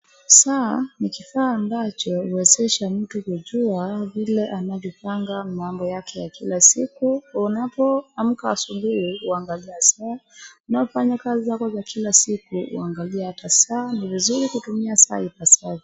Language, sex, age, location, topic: Swahili, female, 25-35, Wajir, finance